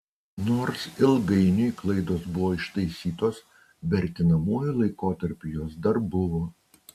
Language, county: Lithuanian, Utena